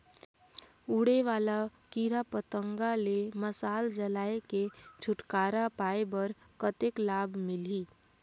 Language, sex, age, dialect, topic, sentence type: Chhattisgarhi, female, 18-24, Northern/Bhandar, agriculture, question